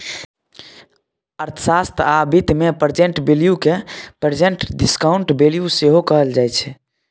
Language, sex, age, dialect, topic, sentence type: Maithili, male, 18-24, Bajjika, banking, statement